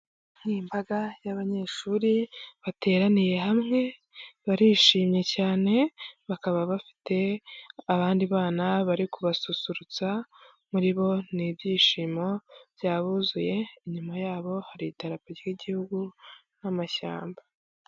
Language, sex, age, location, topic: Kinyarwanda, female, 25-35, Huye, health